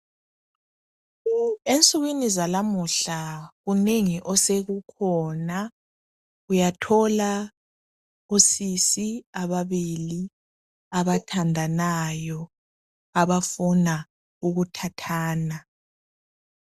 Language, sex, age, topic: North Ndebele, male, 25-35, health